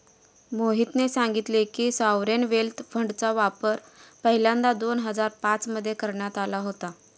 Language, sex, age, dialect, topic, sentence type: Marathi, female, 25-30, Standard Marathi, banking, statement